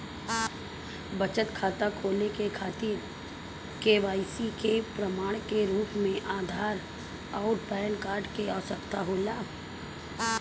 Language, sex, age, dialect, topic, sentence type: Bhojpuri, female, 31-35, Southern / Standard, banking, statement